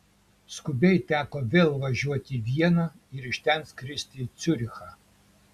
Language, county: Lithuanian, Kaunas